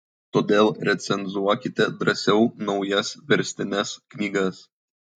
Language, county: Lithuanian, Kaunas